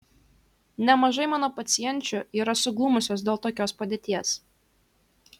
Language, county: Lithuanian, Kaunas